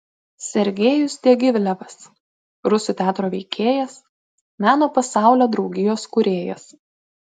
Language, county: Lithuanian, Klaipėda